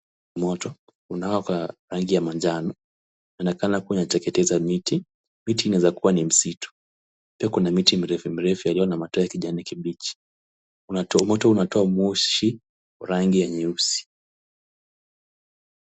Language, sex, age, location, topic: Swahili, male, 18-24, Kisumu, health